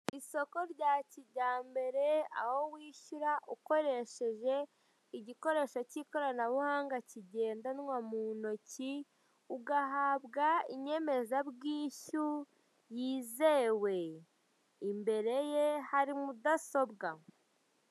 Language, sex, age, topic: Kinyarwanda, male, 18-24, finance